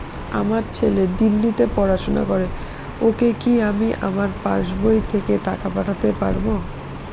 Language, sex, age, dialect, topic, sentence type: Bengali, female, 25-30, Northern/Varendri, banking, question